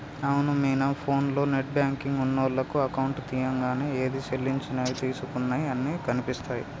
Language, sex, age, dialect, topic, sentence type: Telugu, male, 18-24, Telangana, banking, statement